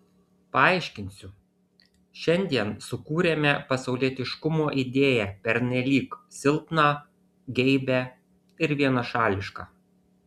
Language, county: Lithuanian, Kaunas